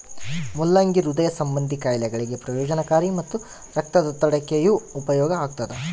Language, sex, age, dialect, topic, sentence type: Kannada, female, 18-24, Central, agriculture, statement